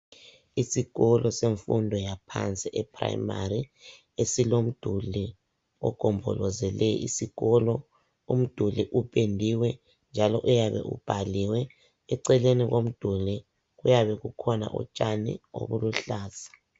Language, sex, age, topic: North Ndebele, male, 25-35, education